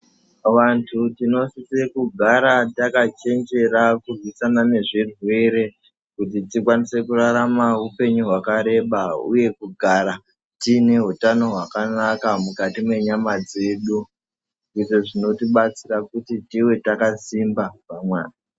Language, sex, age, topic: Ndau, male, 18-24, health